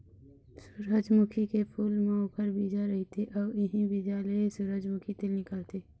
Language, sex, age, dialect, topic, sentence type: Chhattisgarhi, female, 51-55, Eastern, agriculture, statement